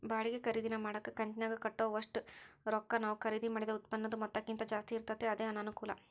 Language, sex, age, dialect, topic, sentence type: Kannada, female, 25-30, Central, banking, statement